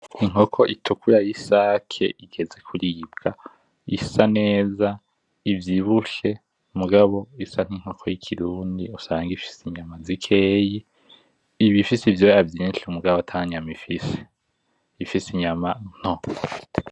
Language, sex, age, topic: Rundi, male, 18-24, agriculture